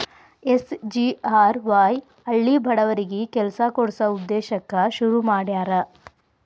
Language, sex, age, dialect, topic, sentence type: Kannada, female, 25-30, Dharwad Kannada, banking, statement